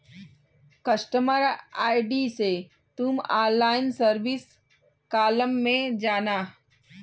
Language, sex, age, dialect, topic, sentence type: Hindi, female, 18-24, Kanauji Braj Bhasha, banking, statement